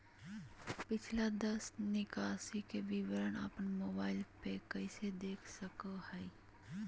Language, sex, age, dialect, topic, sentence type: Magahi, female, 31-35, Southern, banking, question